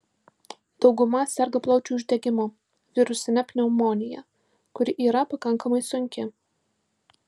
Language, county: Lithuanian, Marijampolė